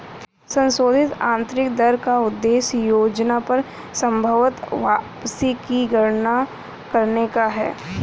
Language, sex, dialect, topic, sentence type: Hindi, female, Hindustani Malvi Khadi Boli, banking, statement